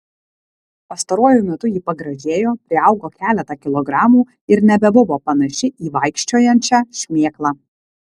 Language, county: Lithuanian, Alytus